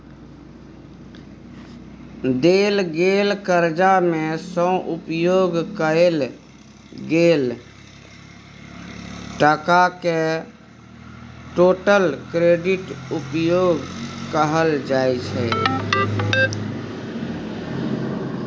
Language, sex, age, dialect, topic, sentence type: Maithili, male, 36-40, Bajjika, banking, statement